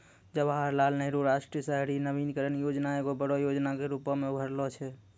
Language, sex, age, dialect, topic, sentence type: Maithili, male, 25-30, Angika, banking, statement